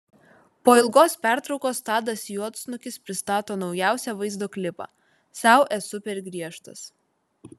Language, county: Lithuanian, Vilnius